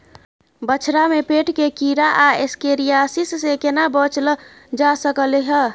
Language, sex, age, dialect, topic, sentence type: Maithili, female, 31-35, Bajjika, agriculture, question